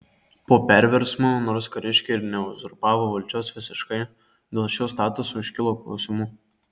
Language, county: Lithuanian, Marijampolė